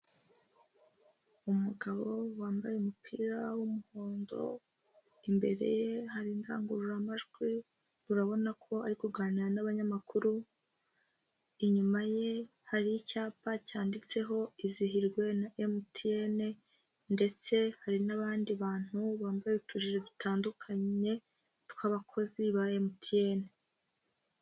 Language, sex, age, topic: Kinyarwanda, female, 25-35, finance